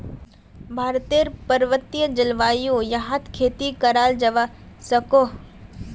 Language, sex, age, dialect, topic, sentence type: Magahi, female, 18-24, Northeastern/Surjapuri, agriculture, statement